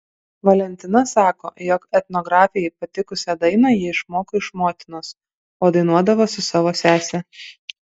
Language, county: Lithuanian, Kaunas